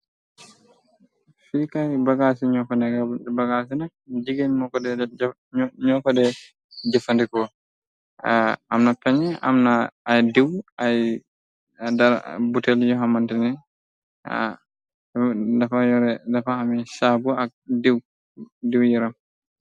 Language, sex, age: Wolof, male, 25-35